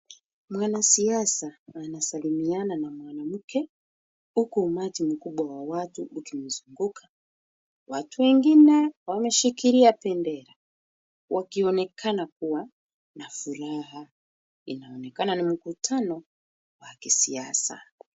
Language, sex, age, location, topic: Swahili, female, 25-35, Kisumu, government